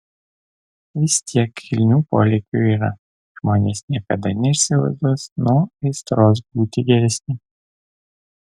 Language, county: Lithuanian, Vilnius